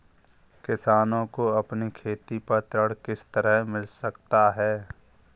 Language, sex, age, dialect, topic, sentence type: Hindi, male, 51-55, Kanauji Braj Bhasha, banking, question